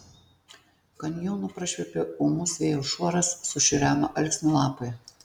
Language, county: Lithuanian, Tauragė